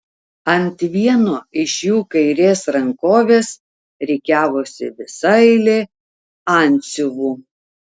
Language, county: Lithuanian, Telšiai